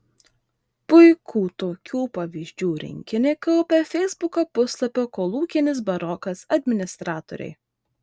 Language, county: Lithuanian, Vilnius